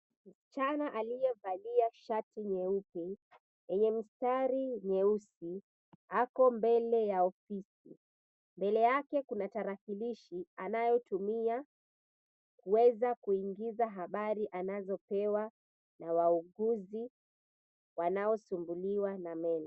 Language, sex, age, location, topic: Swahili, female, 25-35, Mombasa, health